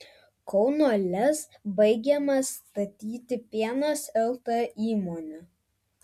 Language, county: Lithuanian, Vilnius